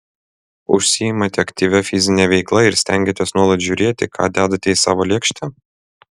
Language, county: Lithuanian, Vilnius